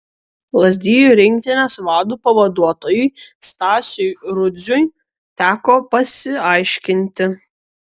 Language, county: Lithuanian, Kaunas